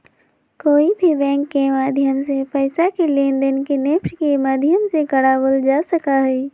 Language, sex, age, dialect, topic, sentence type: Magahi, female, 18-24, Western, banking, statement